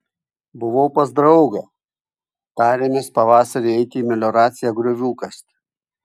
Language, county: Lithuanian, Kaunas